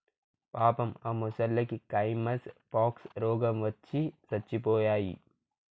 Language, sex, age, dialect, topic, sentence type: Telugu, male, 25-30, Southern, agriculture, statement